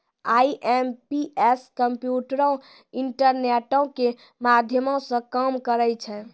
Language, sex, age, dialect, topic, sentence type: Maithili, female, 18-24, Angika, banking, statement